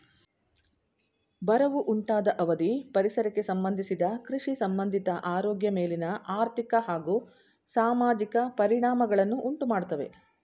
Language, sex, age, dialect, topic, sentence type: Kannada, female, 56-60, Mysore Kannada, agriculture, statement